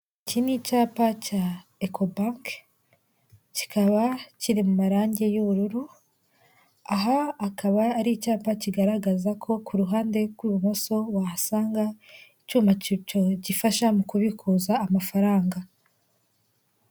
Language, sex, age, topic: Kinyarwanda, female, 18-24, government